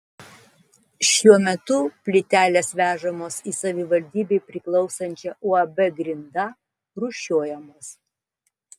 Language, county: Lithuanian, Tauragė